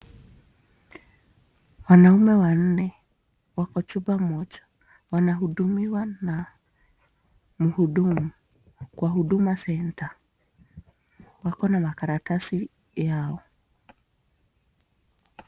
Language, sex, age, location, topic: Swahili, female, 25-35, Nakuru, government